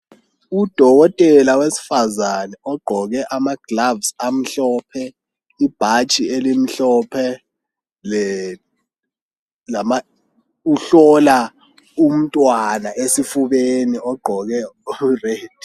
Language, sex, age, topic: North Ndebele, male, 18-24, health